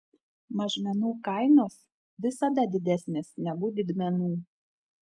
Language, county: Lithuanian, Telšiai